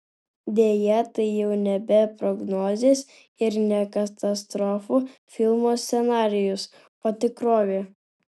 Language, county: Lithuanian, Alytus